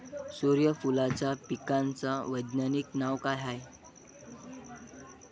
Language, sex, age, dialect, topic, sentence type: Marathi, male, 25-30, Varhadi, agriculture, question